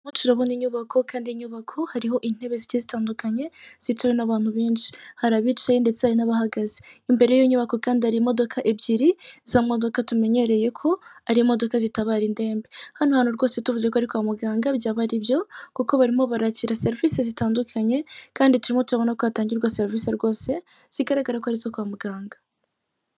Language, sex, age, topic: Kinyarwanda, female, 18-24, government